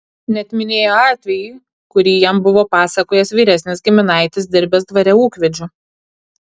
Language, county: Lithuanian, Kaunas